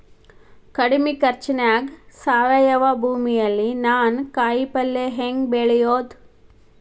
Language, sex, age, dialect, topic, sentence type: Kannada, female, 36-40, Dharwad Kannada, agriculture, question